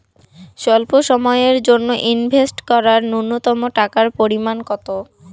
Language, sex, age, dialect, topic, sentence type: Bengali, female, 18-24, Rajbangshi, banking, question